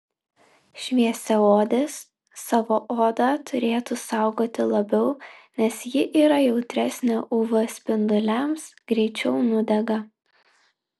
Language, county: Lithuanian, Klaipėda